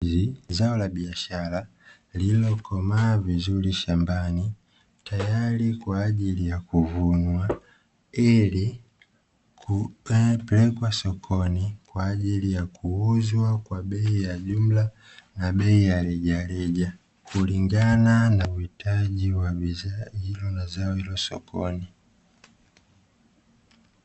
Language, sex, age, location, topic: Swahili, male, 25-35, Dar es Salaam, agriculture